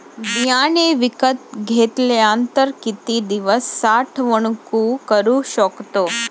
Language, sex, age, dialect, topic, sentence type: Marathi, female, 25-30, Standard Marathi, agriculture, question